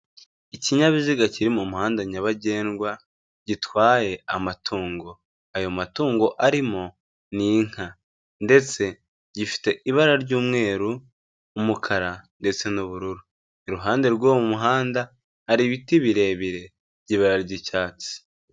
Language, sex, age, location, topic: Kinyarwanda, female, 25-35, Kigali, government